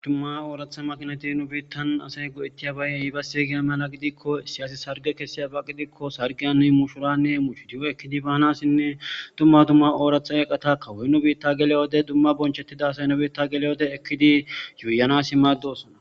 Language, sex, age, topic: Gamo, male, 25-35, government